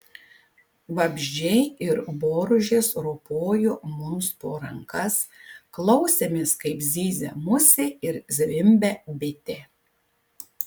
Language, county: Lithuanian, Kaunas